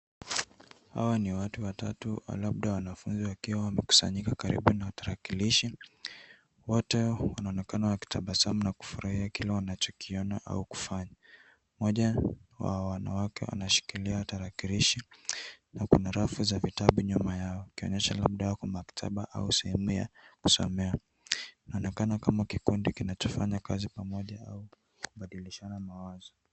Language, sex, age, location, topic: Swahili, male, 18-24, Nairobi, education